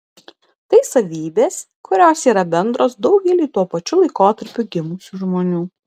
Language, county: Lithuanian, Klaipėda